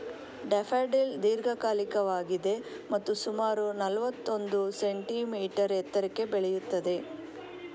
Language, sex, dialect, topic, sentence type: Kannada, female, Coastal/Dakshin, agriculture, statement